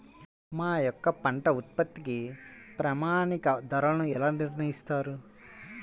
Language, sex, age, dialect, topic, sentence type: Telugu, male, 25-30, Central/Coastal, agriculture, question